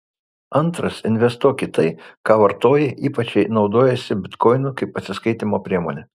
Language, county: Lithuanian, Vilnius